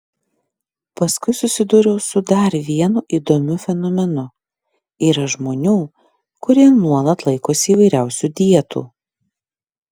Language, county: Lithuanian, Klaipėda